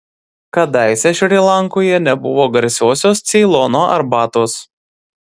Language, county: Lithuanian, Vilnius